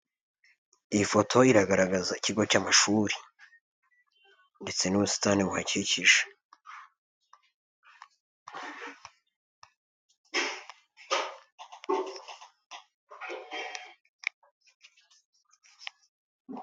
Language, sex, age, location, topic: Kinyarwanda, male, 25-35, Nyagatare, education